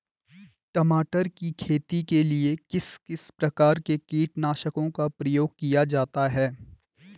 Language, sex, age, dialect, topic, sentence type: Hindi, male, 18-24, Garhwali, agriculture, question